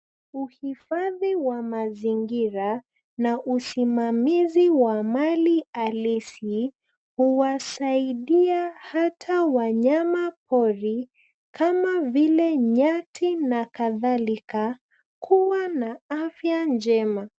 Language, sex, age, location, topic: Swahili, female, 25-35, Nairobi, government